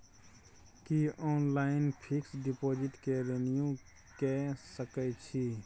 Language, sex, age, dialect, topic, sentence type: Maithili, male, 18-24, Bajjika, banking, question